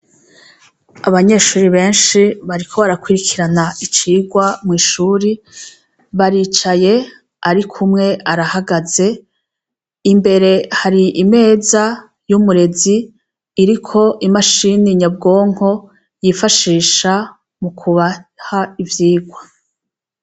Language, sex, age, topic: Rundi, female, 36-49, education